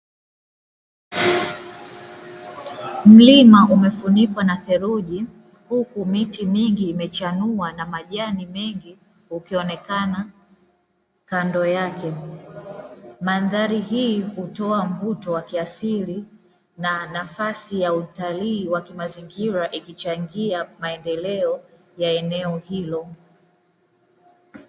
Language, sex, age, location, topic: Swahili, female, 25-35, Dar es Salaam, agriculture